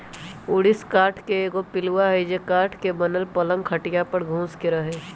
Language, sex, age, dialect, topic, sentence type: Magahi, male, 18-24, Western, agriculture, statement